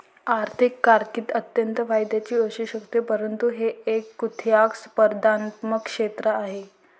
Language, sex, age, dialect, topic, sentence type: Marathi, female, 18-24, Varhadi, banking, statement